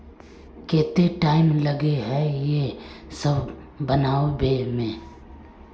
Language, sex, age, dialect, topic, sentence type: Magahi, male, 18-24, Northeastern/Surjapuri, banking, question